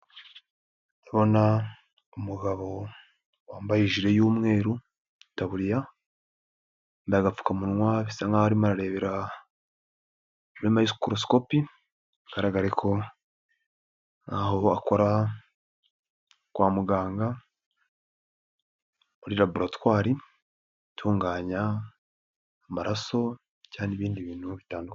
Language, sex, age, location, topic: Kinyarwanda, male, 18-24, Nyagatare, health